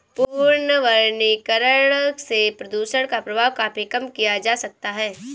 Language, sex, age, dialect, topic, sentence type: Hindi, female, 18-24, Awadhi Bundeli, agriculture, statement